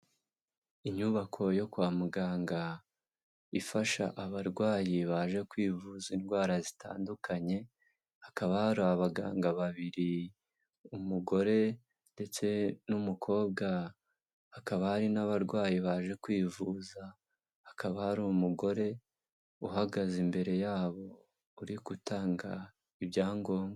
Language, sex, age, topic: Kinyarwanda, male, 18-24, health